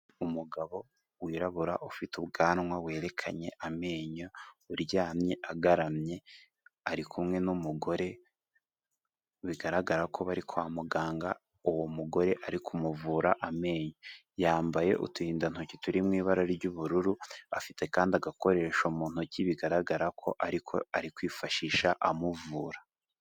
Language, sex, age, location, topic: Kinyarwanda, male, 18-24, Kigali, health